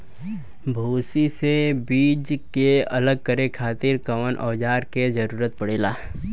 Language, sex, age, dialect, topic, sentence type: Bhojpuri, male, 18-24, Southern / Standard, agriculture, question